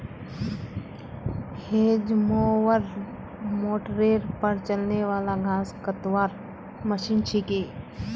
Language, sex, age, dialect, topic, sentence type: Magahi, female, 25-30, Northeastern/Surjapuri, agriculture, statement